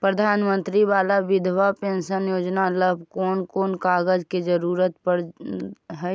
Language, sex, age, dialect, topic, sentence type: Magahi, female, 18-24, Central/Standard, banking, question